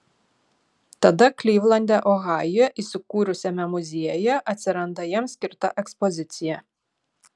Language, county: Lithuanian, Šiauliai